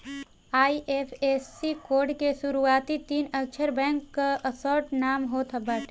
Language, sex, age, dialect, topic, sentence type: Bhojpuri, female, 18-24, Northern, banking, statement